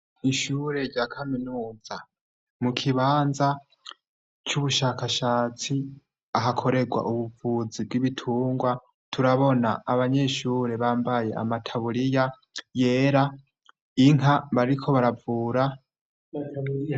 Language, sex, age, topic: Rundi, male, 18-24, education